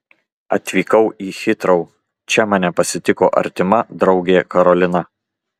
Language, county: Lithuanian, Klaipėda